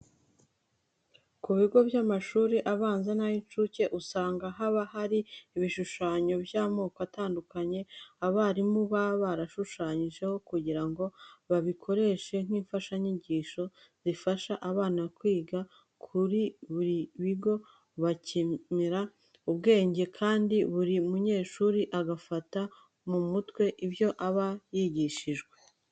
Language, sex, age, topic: Kinyarwanda, female, 25-35, education